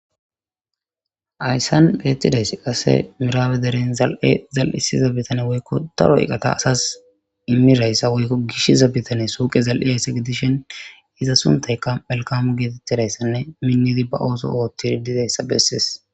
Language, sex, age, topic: Gamo, female, 25-35, government